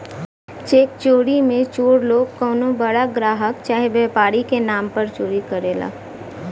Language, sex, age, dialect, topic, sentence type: Bhojpuri, female, 25-30, Western, banking, statement